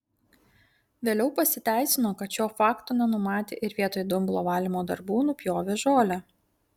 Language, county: Lithuanian, Kaunas